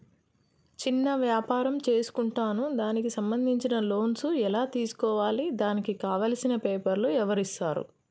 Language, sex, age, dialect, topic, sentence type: Telugu, female, 25-30, Telangana, banking, question